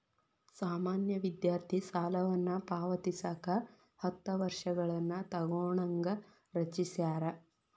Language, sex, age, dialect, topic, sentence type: Kannada, female, 18-24, Dharwad Kannada, banking, statement